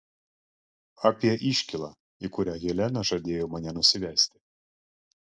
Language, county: Lithuanian, Klaipėda